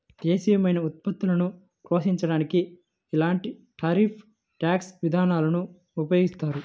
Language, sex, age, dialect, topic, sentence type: Telugu, male, 18-24, Central/Coastal, banking, statement